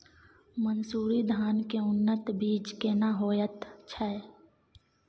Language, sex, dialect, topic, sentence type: Maithili, female, Bajjika, agriculture, question